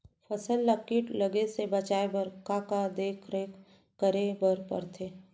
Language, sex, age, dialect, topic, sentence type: Chhattisgarhi, female, 31-35, Central, agriculture, question